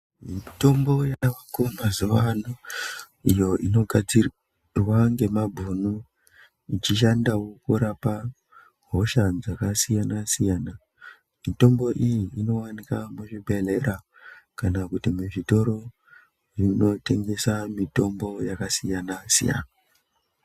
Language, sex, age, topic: Ndau, male, 25-35, health